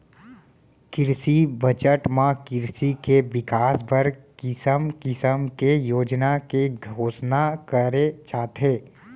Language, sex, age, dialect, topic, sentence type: Chhattisgarhi, male, 18-24, Central, banking, statement